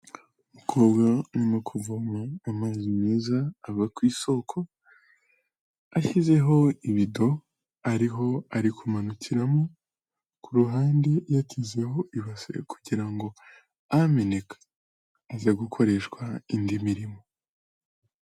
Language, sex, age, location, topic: Kinyarwanda, male, 18-24, Kigali, health